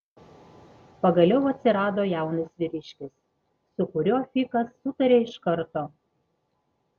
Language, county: Lithuanian, Panevėžys